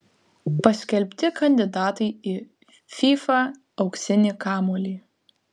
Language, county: Lithuanian, Vilnius